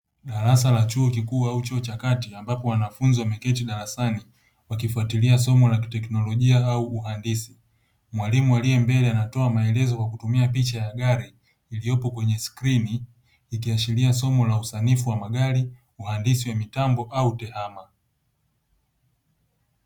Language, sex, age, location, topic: Swahili, male, 25-35, Dar es Salaam, education